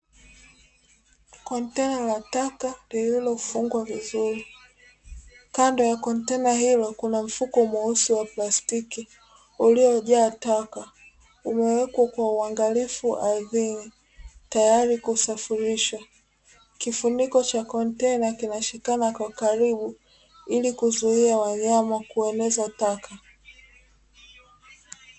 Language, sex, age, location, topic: Swahili, female, 18-24, Dar es Salaam, government